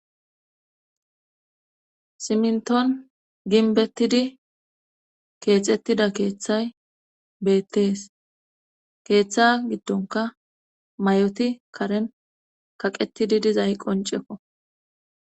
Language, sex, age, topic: Gamo, female, 25-35, government